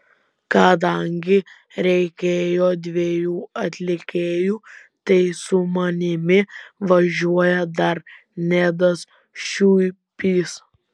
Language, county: Lithuanian, Vilnius